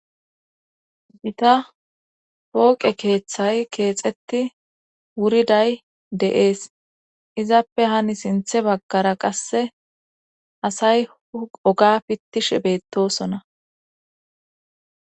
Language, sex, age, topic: Gamo, female, 25-35, government